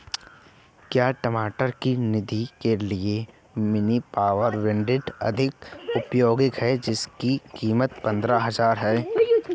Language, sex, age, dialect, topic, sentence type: Hindi, male, 25-30, Awadhi Bundeli, agriculture, question